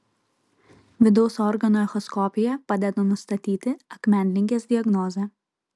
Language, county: Lithuanian, Kaunas